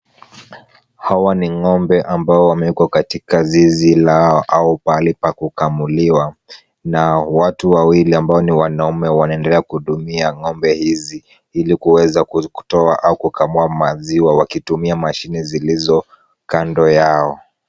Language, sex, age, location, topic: Swahili, male, 18-24, Kisumu, agriculture